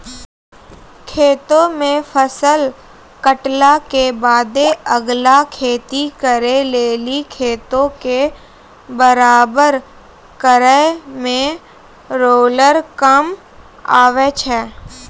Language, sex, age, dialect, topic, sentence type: Maithili, female, 18-24, Angika, agriculture, statement